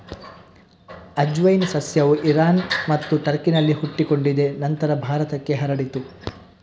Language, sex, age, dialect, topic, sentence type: Kannada, male, 18-24, Coastal/Dakshin, agriculture, statement